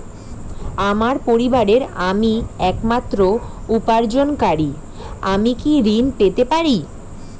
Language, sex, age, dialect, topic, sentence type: Bengali, female, 18-24, Standard Colloquial, banking, question